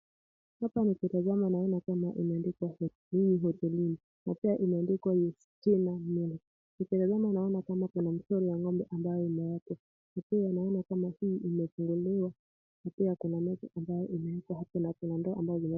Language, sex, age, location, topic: Swahili, female, 25-35, Kisumu, finance